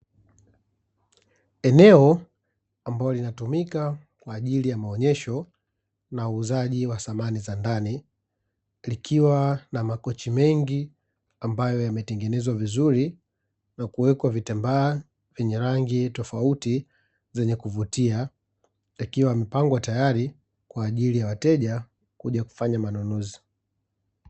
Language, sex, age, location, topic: Swahili, male, 25-35, Dar es Salaam, finance